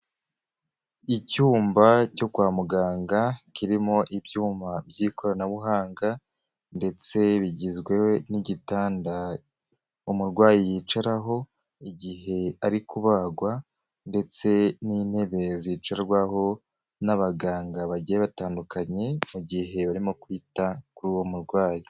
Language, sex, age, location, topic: Kinyarwanda, male, 18-24, Huye, health